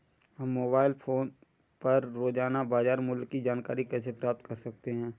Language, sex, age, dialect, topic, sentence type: Hindi, male, 41-45, Awadhi Bundeli, agriculture, question